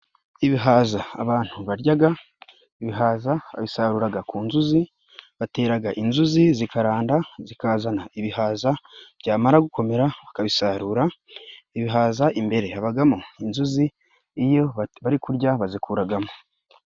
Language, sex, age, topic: Kinyarwanda, male, 25-35, agriculture